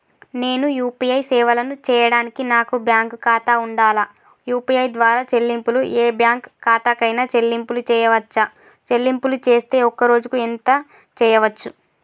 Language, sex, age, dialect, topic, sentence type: Telugu, female, 18-24, Telangana, banking, question